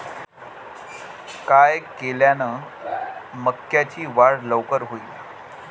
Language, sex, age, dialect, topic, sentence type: Marathi, male, 25-30, Varhadi, agriculture, question